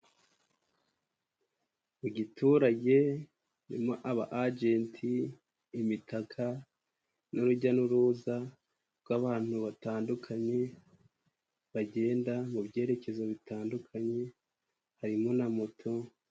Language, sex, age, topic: Kinyarwanda, male, 18-24, government